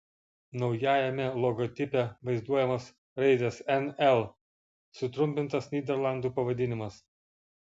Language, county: Lithuanian, Vilnius